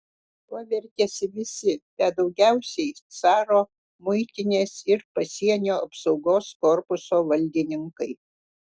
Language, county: Lithuanian, Utena